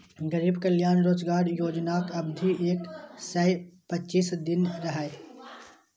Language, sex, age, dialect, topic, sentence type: Maithili, male, 18-24, Eastern / Thethi, banking, statement